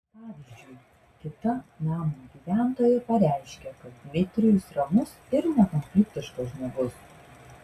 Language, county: Lithuanian, Vilnius